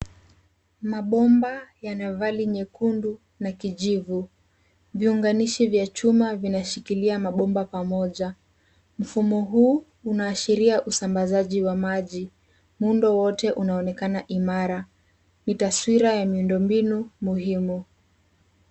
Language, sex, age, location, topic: Swahili, female, 18-24, Nairobi, government